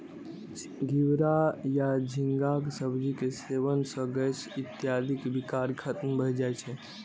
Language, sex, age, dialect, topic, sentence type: Maithili, male, 18-24, Eastern / Thethi, agriculture, statement